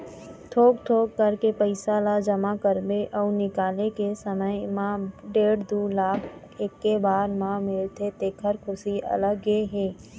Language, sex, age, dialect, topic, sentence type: Chhattisgarhi, female, 18-24, Eastern, banking, statement